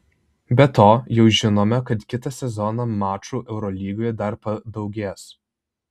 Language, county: Lithuanian, Vilnius